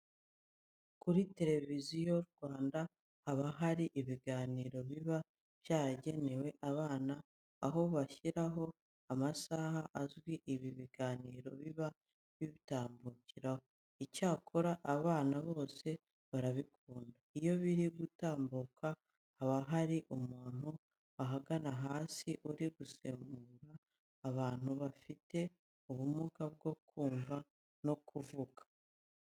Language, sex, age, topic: Kinyarwanda, female, 18-24, education